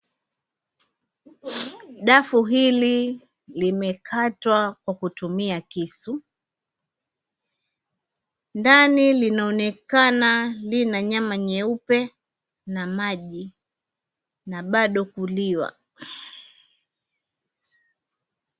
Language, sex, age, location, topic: Swahili, female, 25-35, Mombasa, agriculture